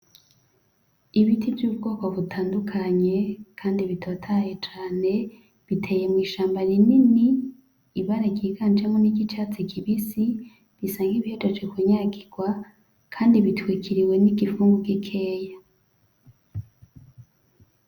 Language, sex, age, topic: Rundi, female, 25-35, agriculture